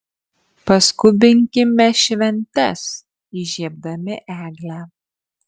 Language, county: Lithuanian, Marijampolė